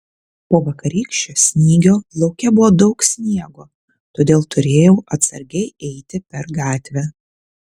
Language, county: Lithuanian, Vilnius